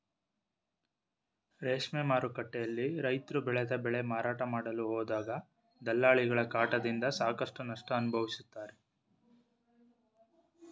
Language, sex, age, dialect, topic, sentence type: Kannada, male, 25-30, Mysore Kannada, agriculture, statement